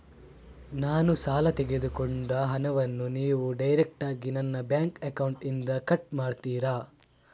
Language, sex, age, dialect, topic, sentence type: Kannada, male, 36-40, Coastal/Dakshin, banking, question